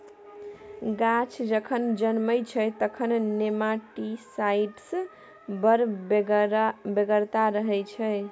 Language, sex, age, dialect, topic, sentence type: Maithili, female, 18-24, Bajjika, agriculture, statement